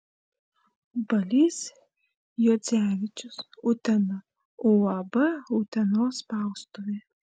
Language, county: Lithuanian, Panevėžys